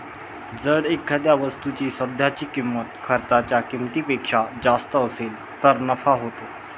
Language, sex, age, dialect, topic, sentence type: Marathi, male, 25-30, Northern Konkan, banking, statement